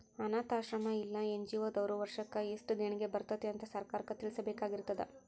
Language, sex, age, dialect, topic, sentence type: Kannada, female, 18-24, Dharwad Kannada, banking, statement